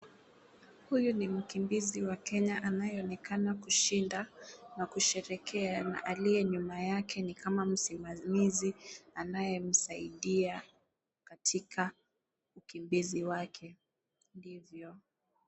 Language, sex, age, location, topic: Swahili, female, 18-24, Kisumu, education